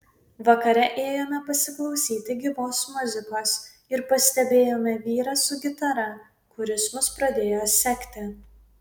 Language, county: Lithuanian, Vilnius